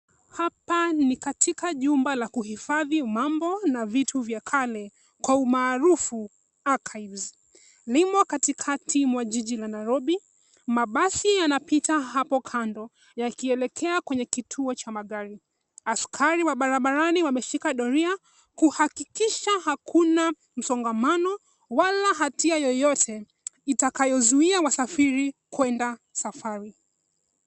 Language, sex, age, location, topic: Swahili, female, 25-35, Nairobi, government